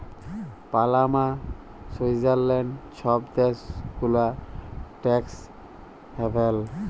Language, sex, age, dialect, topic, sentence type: Bengali, female, 31-35, Jharkhandi, banking, statement